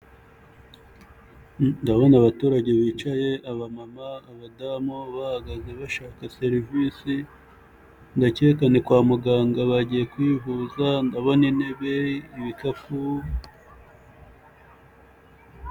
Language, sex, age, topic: Kinyarwanda, male, 18-24, government